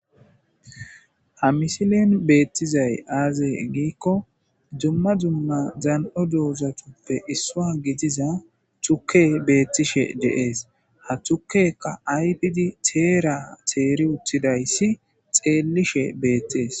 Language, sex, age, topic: Gamo, male, 25-35, agriculture